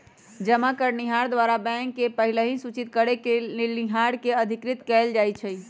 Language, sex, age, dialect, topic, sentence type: Magahi, female, 25-30, Western, banking, statement